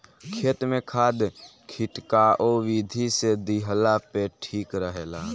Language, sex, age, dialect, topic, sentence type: Bhojpuri, male, <18, Northern, agriculture, statement